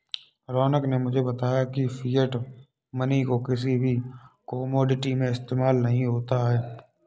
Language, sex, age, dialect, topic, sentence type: Hindi, male, 51-55, Kanauji Braj Bhasha, banking, statement